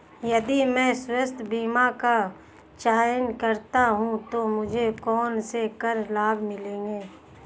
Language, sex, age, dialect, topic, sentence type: Hindi, female, 31-35, Hindustani Malvi Khadi Boli, banking, question